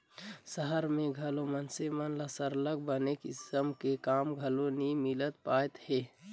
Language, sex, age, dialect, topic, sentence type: Chhattisgarhi, male, 51-55, Northern/Bhandar, banking, statement